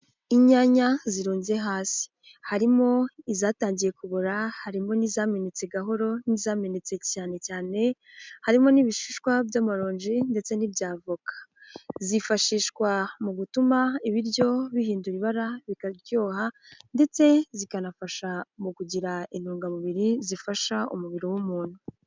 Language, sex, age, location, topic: Kinyarwanda, female, 18-24, Nyagatare, agriculture